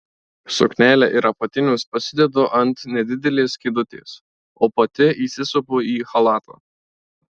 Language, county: Lithuanian, Marijampolė